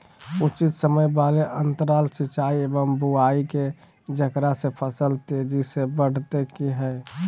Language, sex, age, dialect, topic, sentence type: Magahi, male, 18-24, Southern, agriculture, question